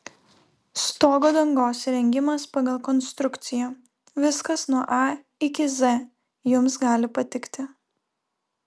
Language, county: Lithuanian, Vilnius